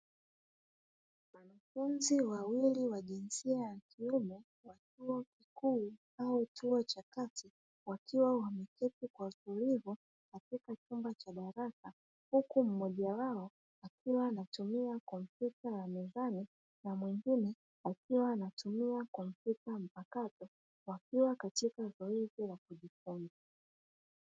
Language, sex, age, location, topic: Swahili, female, 25-35, Dar es Salaam, education